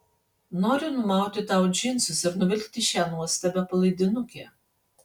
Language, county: Lithuanian, Panevėžys